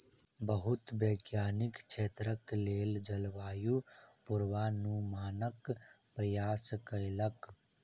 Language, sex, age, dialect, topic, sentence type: Maithili, male, 51-55, Southern/Standard, agriculture, statement